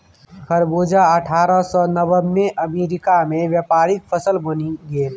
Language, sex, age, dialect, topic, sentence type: Maithili, male, 25-30, Bajjika, agriculture, statement